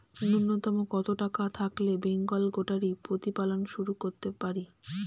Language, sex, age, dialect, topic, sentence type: Bengali, female, 25-30, Standard Colloquial, agriculture, question